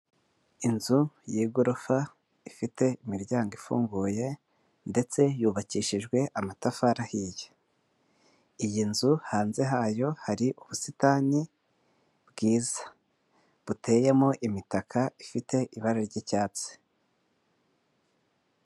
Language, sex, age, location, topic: Kinyarwanda, male, 25-35, Kigali, finance